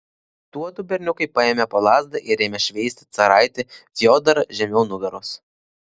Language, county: Lithuanian, Klaipėda